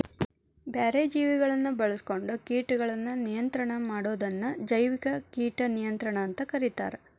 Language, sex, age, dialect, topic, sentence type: Kannada, female, 25-30, Dharwad Kannada, agriculture, statement